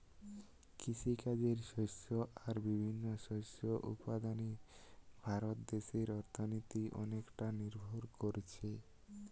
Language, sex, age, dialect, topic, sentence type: Bengali, male, 18-24, Western, agriculture, statement